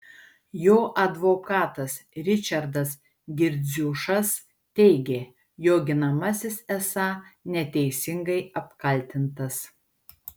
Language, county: Lithuanian, Šiauliai